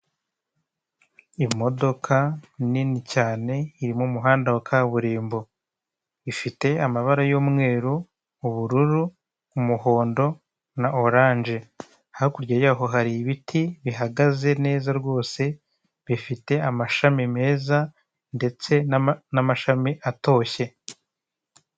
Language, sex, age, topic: Kinyarwanda, male, 25-35, government